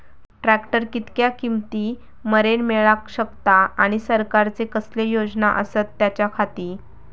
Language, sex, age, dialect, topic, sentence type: Marathi, female, 18-24, Southern Konkan, agriculture, question